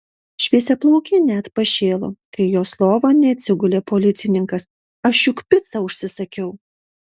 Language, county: Lithuanian, Marijampolė